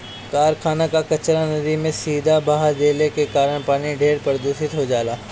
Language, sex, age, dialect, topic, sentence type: Bhojpuri, male, 25-30, Northern, agriculture, statement